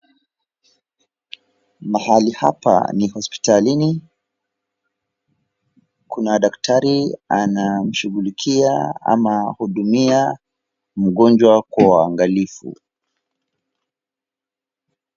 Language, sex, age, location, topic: Swahili, male, 25-35, Wajir, health